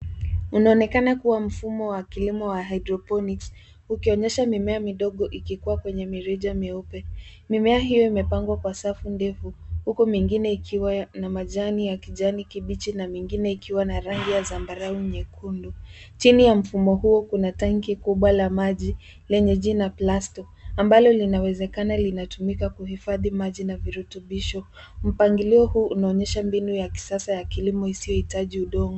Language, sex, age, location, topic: Swahili, female, 18-24, Nairobi, agriculture